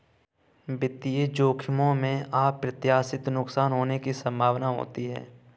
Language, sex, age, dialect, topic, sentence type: Hindi, male, 18-24, Kanauji Braj Bhasha, banking, statement